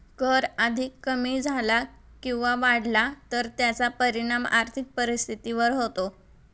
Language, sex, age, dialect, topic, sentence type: Marathi, female, 25-30, Standard Marathi, banking, statement